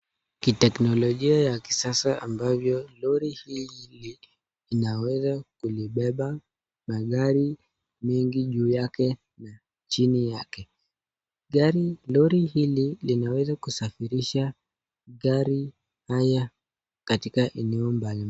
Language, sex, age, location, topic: Swahili, male, 36-49, Nakuru, finance